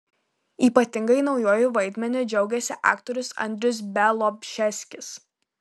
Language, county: Lithuanian, Marijampolė